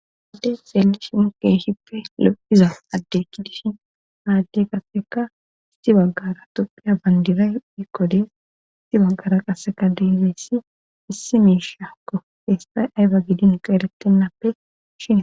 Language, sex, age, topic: Gamo, female, 25-35, government